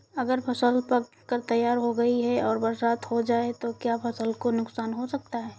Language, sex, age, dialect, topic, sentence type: Hindi, female, 18-24, Kanauji Braj Bhasha, agriculture, question